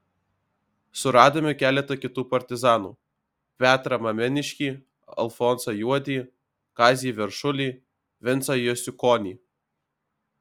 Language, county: Lithuanian, Alytus